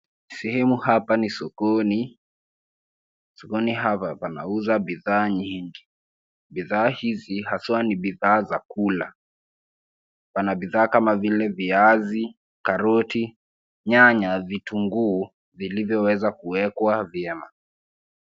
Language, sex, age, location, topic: Swahili, male, 18-24, Nairobi, finance